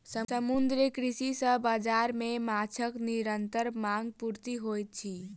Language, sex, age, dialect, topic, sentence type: Maithili, female, 18-24, Southern/Standard, agriculture, statement